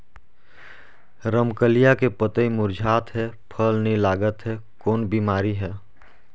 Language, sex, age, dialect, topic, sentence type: Chhattisgarhi, male, 31-35, Northern/Bhandar, agriculture, question